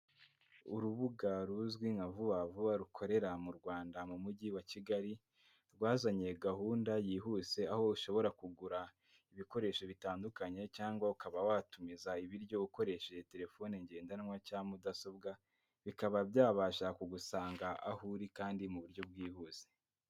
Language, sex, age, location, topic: Kinyarwanda, male, 18-24, Kigali, finance